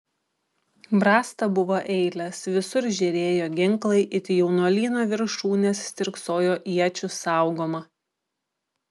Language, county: Lithuanian, Klaipėda